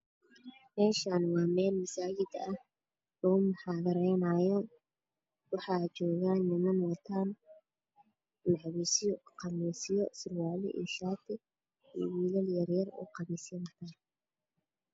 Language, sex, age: Somali, female, 18-24